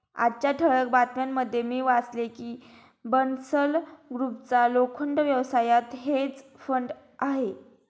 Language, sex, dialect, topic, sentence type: Marathi, female, Standard Marathi, banking, statement